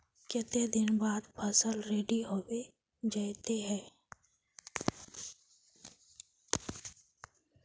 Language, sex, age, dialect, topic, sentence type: Magahi, female, 25-30, Northeastern/Surjapuri, agriculture, question